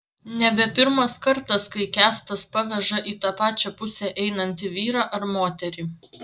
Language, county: Lithuanian, Vilnius